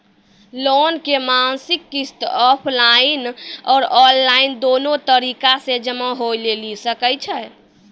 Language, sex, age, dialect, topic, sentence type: Maithili, female, 36-40, Angika, banking, question